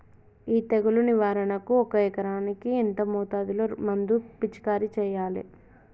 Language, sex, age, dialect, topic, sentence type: Telugu, female, 18-24, Telangana, agriculture, question